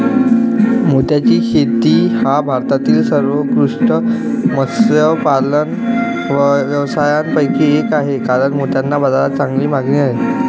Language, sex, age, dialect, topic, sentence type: Marathi, male, 25-30, Varhadi, agriculture, statement